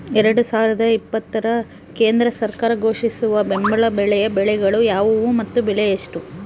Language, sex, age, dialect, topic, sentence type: Kannada, female, 18-24, Central, agriculture, question